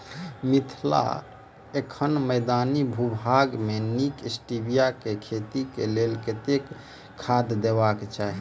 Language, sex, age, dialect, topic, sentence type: Maithili, male, 31-35, Southern/Standard, agriculture, question